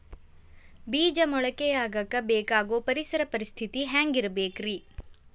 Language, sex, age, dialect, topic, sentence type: Kannada, female, 25-30, Dharwad Kannada, agriculture, question